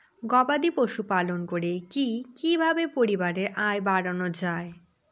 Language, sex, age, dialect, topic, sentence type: Bengali, female, 18-24, Rajbangshi, agriculture, question